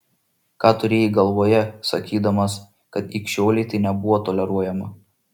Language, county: Lithuanian, Šiauliai